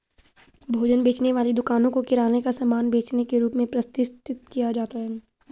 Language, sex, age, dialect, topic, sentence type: Hindi, female, 51-55, Garhwali, agriculture, statement